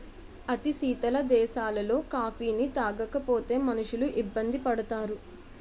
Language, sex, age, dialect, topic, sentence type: Telugu, male, 51-55, Utterandhra, agriculture, statement